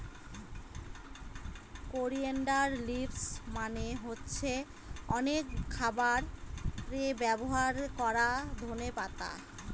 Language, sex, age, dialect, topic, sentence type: Bengali, female, 25-30, Northern/Varendri, agriculture, statement